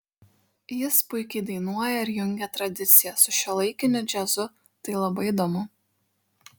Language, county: Lithuanian, Šiauliai